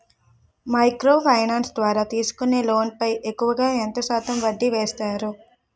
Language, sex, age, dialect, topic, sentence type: Telugu, female, 18-24, Utterandhra, banking, question